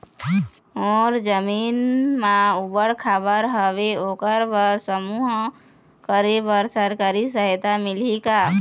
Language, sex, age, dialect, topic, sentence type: Chhattisgarhi, female, 18-24, Eastern, agriculture, question